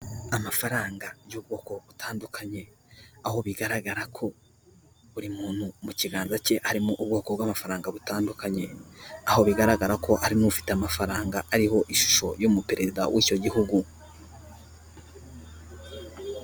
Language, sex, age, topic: Kinyarwanda, male, 18-24, finance